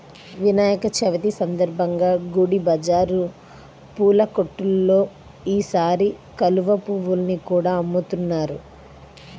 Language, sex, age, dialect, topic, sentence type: Telugu, female, 31-35, Central/Coastal, agriculture, statement